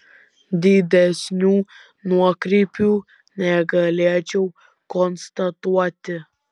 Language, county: Lithuanian, Vilnius